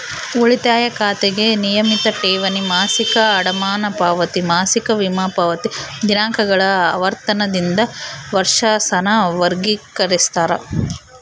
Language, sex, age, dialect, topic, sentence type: Kannada, female, 18-24, Central, banking, statement